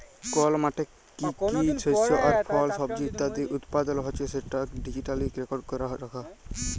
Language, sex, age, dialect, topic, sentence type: Bengali, male, 18-24, Jharkhandi, agriculture, statement